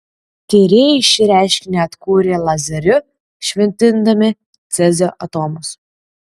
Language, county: Lithuanian, Kaunas